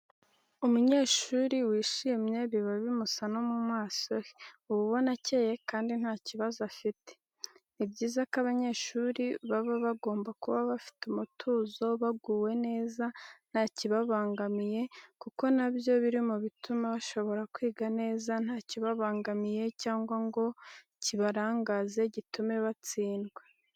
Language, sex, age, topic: Kinyarwanda, female, 36-49, education